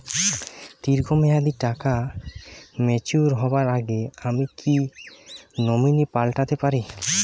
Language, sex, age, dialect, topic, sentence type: Bengali, male, 18-24, Jharkhandi, banking, question